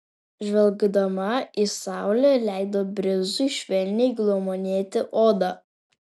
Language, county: Lithuanian, Alytus